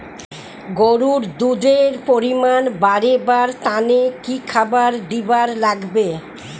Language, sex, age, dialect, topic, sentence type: Bengali, female, 60-100, Rajbangshi, agriculture, question